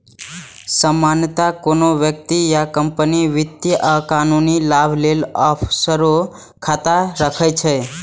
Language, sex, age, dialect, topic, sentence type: Maithili, male, 18-24, Eastern / Thethi, banking, statement